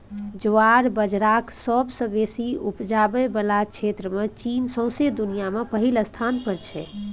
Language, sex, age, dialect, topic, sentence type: Maithili, female, 18-24, Bajjika, agriculture, statement